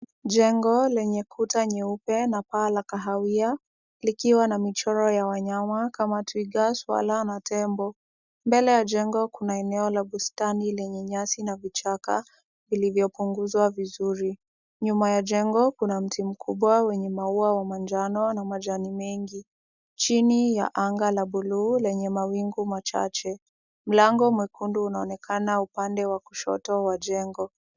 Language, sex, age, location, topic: Swahili, female, 18-24, Kisumu, education